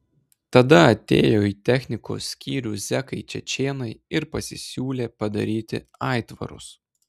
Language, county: Lithuanian, Klaipėda